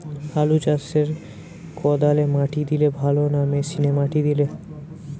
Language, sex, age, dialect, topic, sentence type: Bengali, male, 18-24, Western, agriculture, question